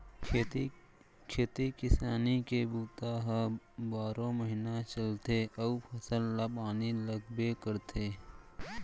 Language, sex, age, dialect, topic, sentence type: Chhattisgarhi, male, 56-60, Central, agriculture, statement